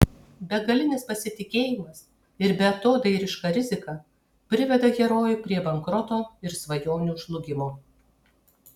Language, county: Lithuanian, Kaunas